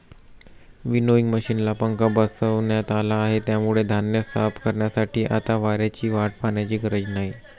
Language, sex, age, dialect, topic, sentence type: Marathi, male, 25-30, Standard Marathi, agriculture, statement